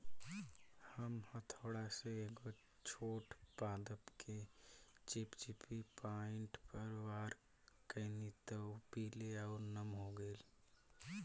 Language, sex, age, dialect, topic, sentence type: Bhojpuri, male, 18-24, Southern / Standard, agriculture, question